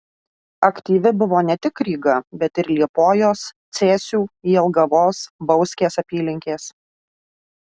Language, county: Lithuanian, Alytus